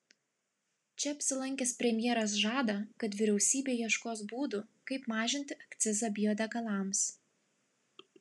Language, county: Lithuanian, Klaipėda